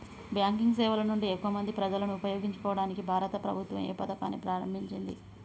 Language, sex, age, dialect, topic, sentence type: Telugu, female, 18-24, Telangana, agriculture, question